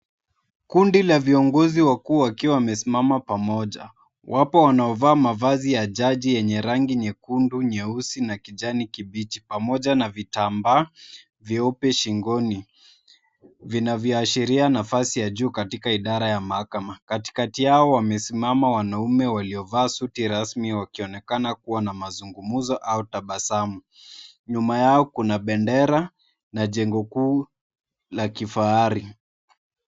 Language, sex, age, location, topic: Swahili, male, 25-35, Mombasa, government